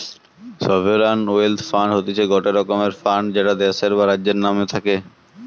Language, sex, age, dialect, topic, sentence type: Bengali, male, 18-24, Western, banking, statement